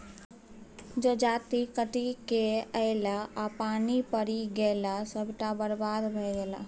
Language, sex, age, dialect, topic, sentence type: Maithili, female, 18-24, Bajjika, agriculture, statement